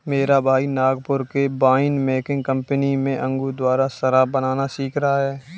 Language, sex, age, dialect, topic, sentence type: Hindi, male, 18-24, Kanauji Braj Bhasha, agriculture, statement